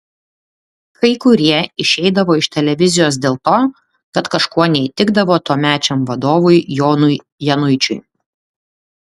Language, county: Lithuanian, Klaipėda